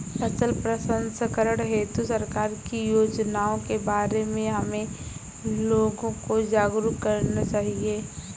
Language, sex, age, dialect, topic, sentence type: Hindi, female, 18-24, Awadhi Bundeli, agriculture, statement